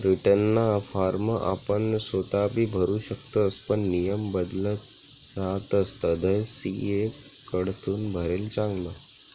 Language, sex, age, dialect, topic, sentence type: Marathi, male, 18-24, Northern Konkan, banking, statement